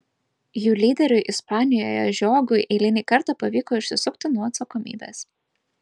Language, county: Lithuanian, Vilnius